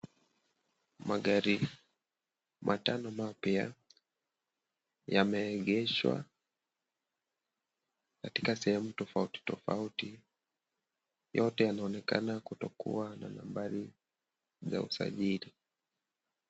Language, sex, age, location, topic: Swahili, male, 25-35, Kisii, finance